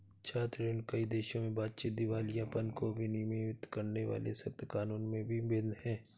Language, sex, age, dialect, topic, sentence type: Hindi, male, 36-40, Awadhi Bundeli, banking, statement